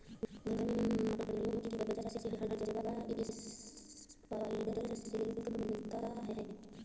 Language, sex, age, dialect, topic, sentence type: Hindi, female, 25-30, Awadhi Bundeli, agriculture, statement